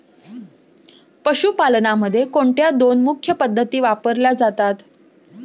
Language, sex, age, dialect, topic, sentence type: Marathi, female, 25-30, Standard Marathi, agriculture, question